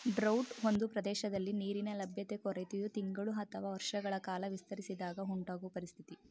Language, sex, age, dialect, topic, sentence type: Kannada, male, 31-35, Mysore Kannada, agriculture, statement